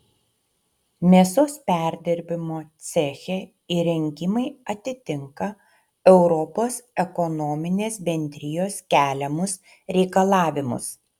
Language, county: Lithuanian, Utena